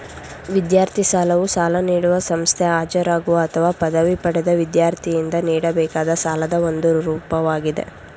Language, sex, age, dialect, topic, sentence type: Kannada, female, 51-55, Mysore Kannada, banking, statement